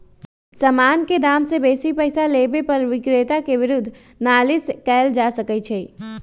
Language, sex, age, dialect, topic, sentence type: Magahi, male, 25-30, Western, banking, statement